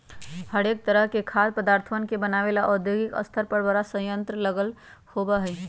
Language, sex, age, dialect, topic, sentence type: Magahi, female, 36-40, Western, agriculture, statement